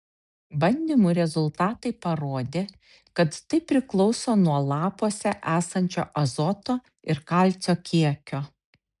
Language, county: Lithuanian, Šiauliai